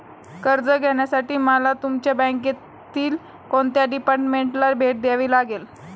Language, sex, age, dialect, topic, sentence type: Marathi, female, 18-24, Standard Marathi, banking, question